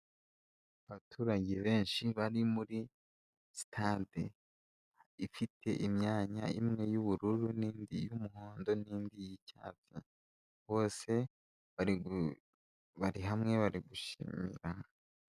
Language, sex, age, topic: Kinyarwanda, male, 18-24, government